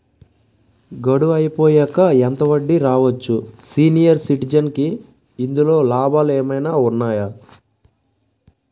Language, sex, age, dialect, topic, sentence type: Telugu, male, 18-24, Utterandhra, banking, question